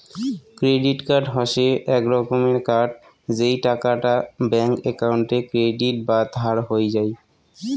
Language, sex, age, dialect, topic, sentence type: Bengali, male, 25-30, Rajbangshi, banking, statement